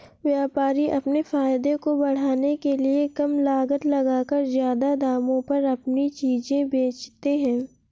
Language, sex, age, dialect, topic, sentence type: Hindi, female, 18-24, Awadhi Bundeli, banking, statement